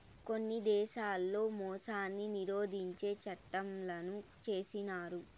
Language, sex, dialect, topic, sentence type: Telugu, female, Southern, banking, statement